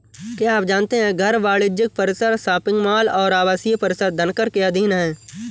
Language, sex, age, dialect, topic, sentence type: Hindi, male, 18-24, Awadhi Bundeli, banking, statement